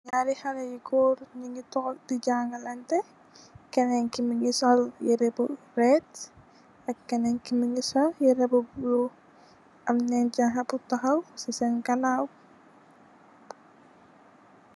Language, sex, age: Wolof, female, 18-24